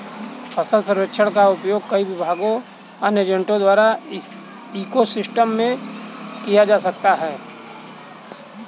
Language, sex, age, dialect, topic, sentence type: Hindi, male, 31-35, Kanauji Braj Bhasha, agriculture, statement